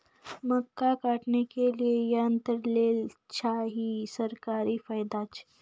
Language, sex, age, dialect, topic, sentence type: Maithili, female, 51-55, Angika, agriculture, question